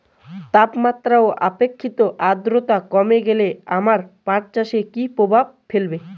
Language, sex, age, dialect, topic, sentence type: Bengali, male, 18-24, Rajbangshi, agriculture, question